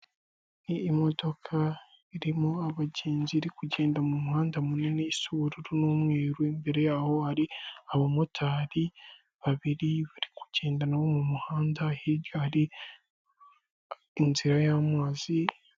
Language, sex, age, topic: Kinyarwanda, male, 25-35, government